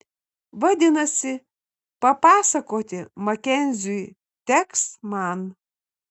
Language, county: Lithuanian, Kaunas